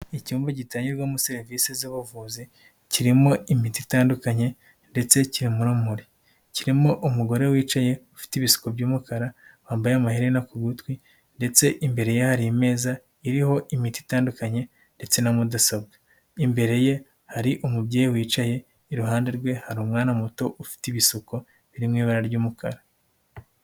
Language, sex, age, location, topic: Kinyarwanda, male, 18-24, Nyagatare, health